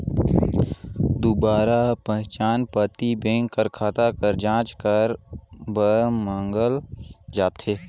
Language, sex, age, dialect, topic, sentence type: Chhattisgarhi, male, 18-24, Northern/Bhandar, banking, statement